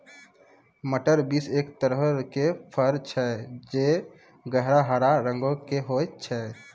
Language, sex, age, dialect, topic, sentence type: Maithili, male, 18-24, Angika, agriculture, statement